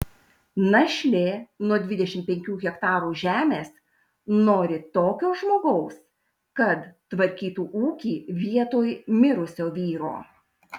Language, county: Lithuanian, Šiauliai